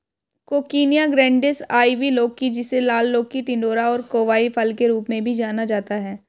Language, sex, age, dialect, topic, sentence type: Hindi, female, 25-30, Hindustani Malvi Khadi Boli, agriculture, statement